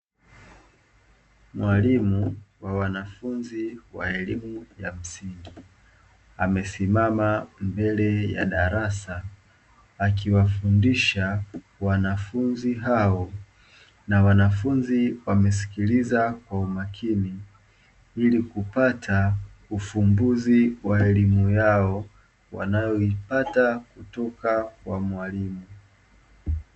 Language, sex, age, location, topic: Swahili, male, 25-35, Dar es Salaam, education